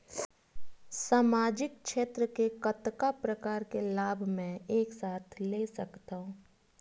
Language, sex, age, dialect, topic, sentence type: Chhattisgarhi, female, 36-40, Western/Budati/Khatahi, banking, question